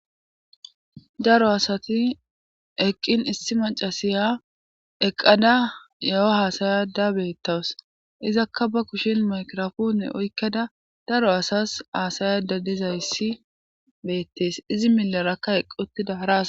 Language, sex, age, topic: Gamo, female, 25-35, government